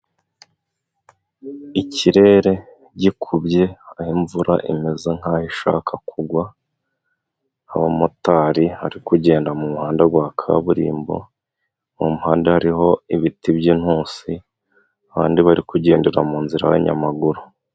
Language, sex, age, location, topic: Kinyarwanda, male, 25-35, Musanze, government